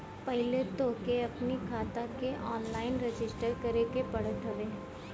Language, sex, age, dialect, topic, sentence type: Bhojpuri, female, 18-24, Northern, banking, statement